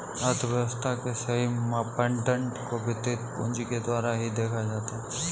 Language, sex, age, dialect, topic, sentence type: Hindi, male, 18-24, Kanauji Braj Bhasha, banking, statement